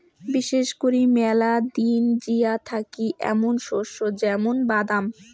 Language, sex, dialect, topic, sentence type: Bengali, female, Rajbangshi, agriculture, statement